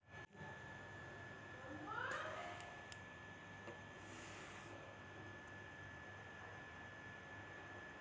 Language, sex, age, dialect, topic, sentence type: Chhattisgarhi, female, 25-30, Western/Budati/Khatahi, agriculture, statement